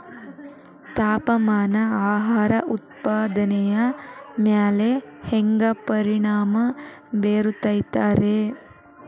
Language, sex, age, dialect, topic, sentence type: Kannada, female, 18-24, Dharwad Kannada, agriculture, question